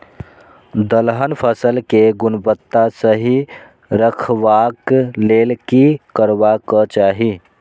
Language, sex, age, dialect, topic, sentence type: Maithili, male, 18-24, Eastern / Thethi, agriculture, question